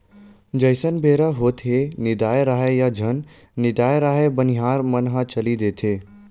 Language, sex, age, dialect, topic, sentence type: Chhattisgarhi, male, 18-24, Western/Budati/Khatahi, agriculture, statement